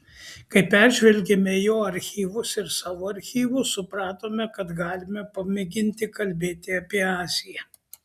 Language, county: Lithuanian, Kaunas